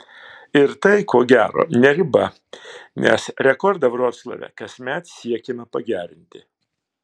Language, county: Lithuanian, Klaipėda